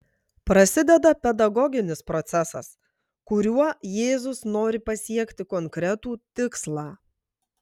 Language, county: Lithuanian, Klaipėda